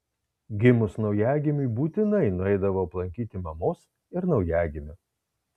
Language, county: Lithuanian, Kaunas